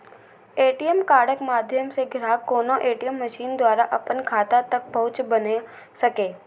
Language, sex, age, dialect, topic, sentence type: Maithili, female, 18-24, Eastern / Thethi, banking, statement